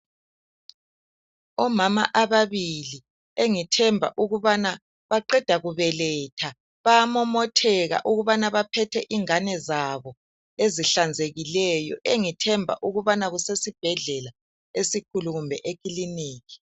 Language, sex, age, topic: North Ndebele, male, 50+, health